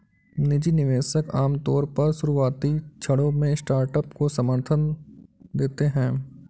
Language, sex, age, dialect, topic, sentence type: Hindi, male, 56-60, Kanauji Braj Bhasha, banking, statement